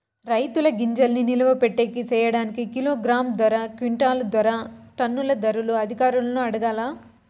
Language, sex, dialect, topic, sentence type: Telugu, female, Southern, agriculture, question